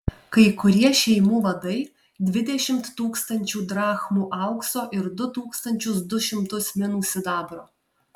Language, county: Lithuanian, Alytus